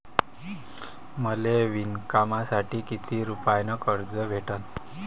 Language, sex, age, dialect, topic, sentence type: Marathi, male, 25-30, Varhadi, banking, question